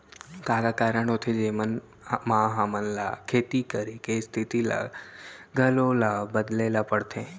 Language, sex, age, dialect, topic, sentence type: Chhattisgarhi, male, 18-24, Central, agriculture, question